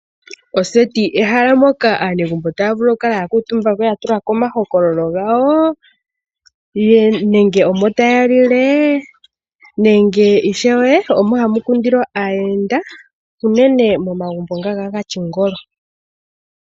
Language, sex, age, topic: Oshiwambo, female, 18-24, finance